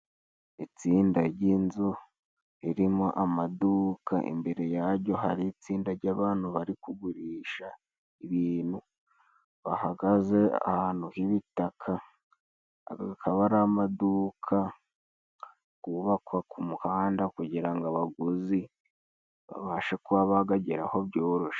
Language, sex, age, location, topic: Kinyarwanda, male, 18-24, Musanze, government